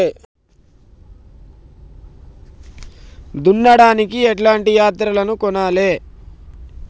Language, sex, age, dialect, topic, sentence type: Telugu, male, 25-30, Telangana, agriculture, question